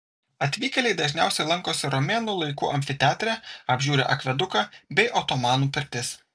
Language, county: Lithuanian, Vilnius